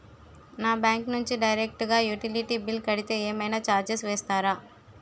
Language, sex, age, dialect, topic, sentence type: Telugu, female, 18-24, Utterandhra, banking, question